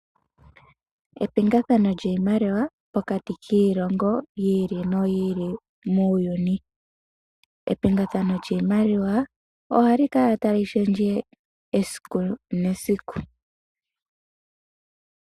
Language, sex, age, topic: Oshiwambo, female, 18-24, finance